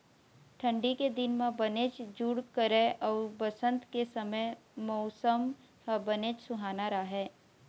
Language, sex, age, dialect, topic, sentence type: Chhattisgarhi, female, 18-24, Eastern, agriculture, statement